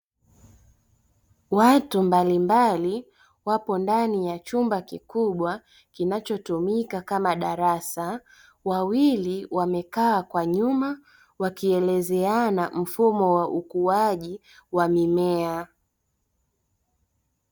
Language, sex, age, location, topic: Swahili, female, 25-35, Dar es Salaam, education